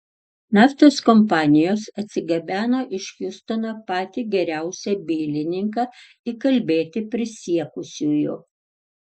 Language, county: Lithuanian, Tauragė